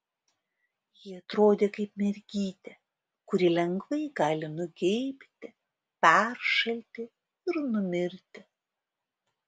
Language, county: Lithuanian, Vilnius